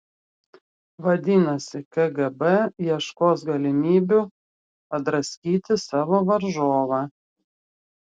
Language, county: Lithuanian, Klaipėda